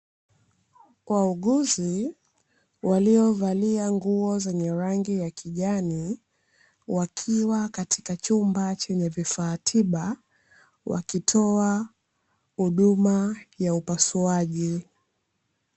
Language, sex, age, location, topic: Swahili, female, 18-24, Dar es Salaam, health